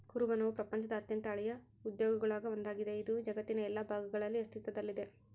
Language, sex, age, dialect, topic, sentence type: Kannada, male, 60-100, Central, agriculture, statement